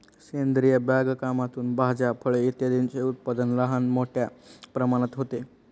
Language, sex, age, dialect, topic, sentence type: Marathi, male, 36-40, Standard Marathi, agriculture, statement